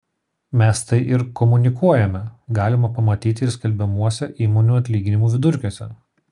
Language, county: Lithuanian, Kaunas